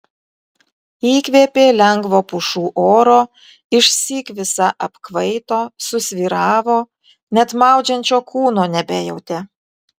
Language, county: Lithuanian, Vilnius